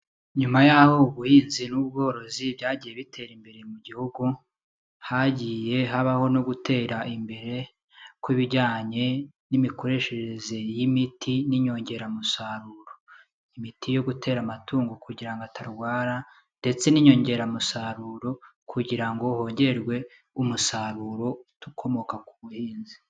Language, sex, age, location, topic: Kinyarwanda, male, 25-35, Kigali, agriculture